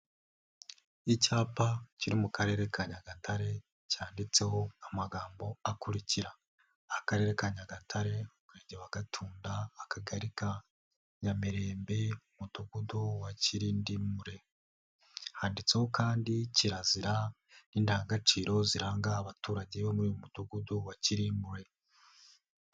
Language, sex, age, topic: Kinyarwanda, male, 18-24, government